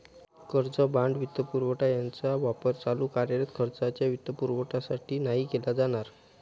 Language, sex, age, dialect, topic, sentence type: Marathi, male, 31-35, Northern Konkan, banking, statement